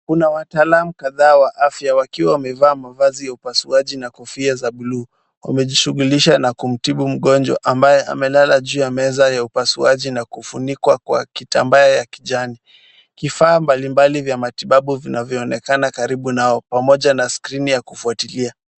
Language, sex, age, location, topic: Swahili, male, 36-49, Kisumu, health